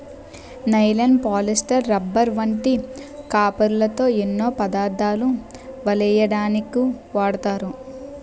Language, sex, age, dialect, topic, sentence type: Telugu, male, 25-30, Utterandhra, agriculture, statement